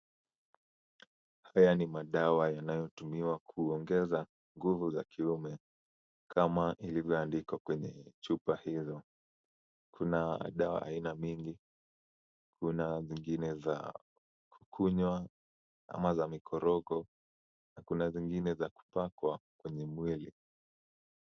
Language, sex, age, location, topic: Swahili, male, 18-24, Kisumu, health